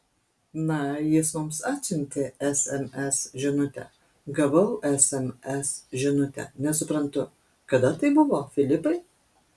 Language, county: Lithuanian, Kaunas